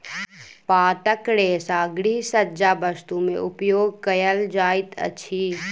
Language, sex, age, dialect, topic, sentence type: Maithili, female, 18-24, Southern/Standard, agriculture, statement